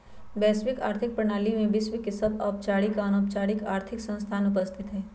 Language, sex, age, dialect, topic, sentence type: Magahi, female, 31-35, Western, banking, statement